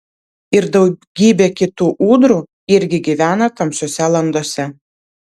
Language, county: Lithuanian, Vilnius